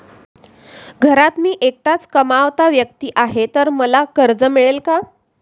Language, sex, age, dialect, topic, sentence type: Marathi, female, 36-40, Standard Marathi, banking, question